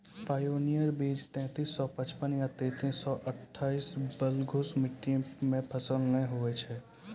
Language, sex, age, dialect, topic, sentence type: Maithili, male, 25-30, Angika, agriculture, question